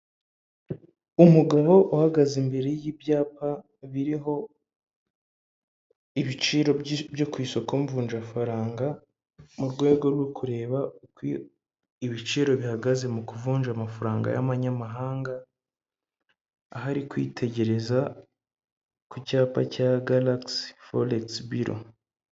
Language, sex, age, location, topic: Kinyarwanda, male, 18-24, Huye, finance